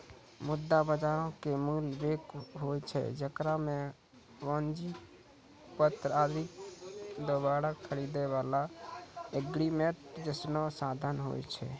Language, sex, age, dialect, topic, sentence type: Maithili, male, 18-24, Angika, banking, statement